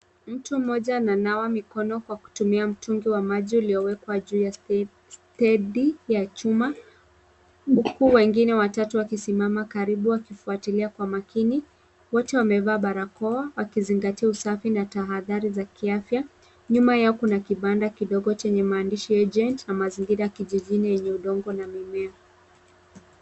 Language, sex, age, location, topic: Swahili, female, 18-24, Kisumu, health